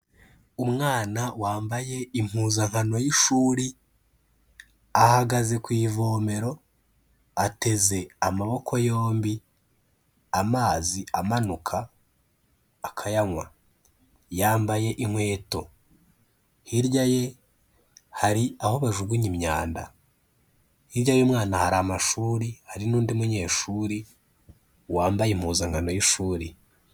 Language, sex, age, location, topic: Kinyarwanda, male, 18-24, Kigali, health